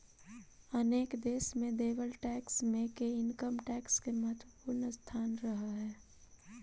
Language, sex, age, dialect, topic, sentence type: Magahi, female, 18-24, Central/Standard, banking, statement